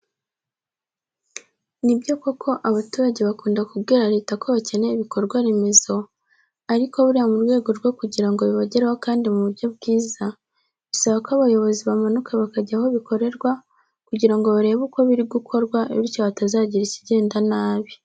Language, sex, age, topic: Kinyarwanda, female, 18-24, education